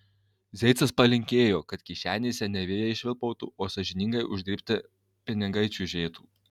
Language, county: Lithuanian, Kaunas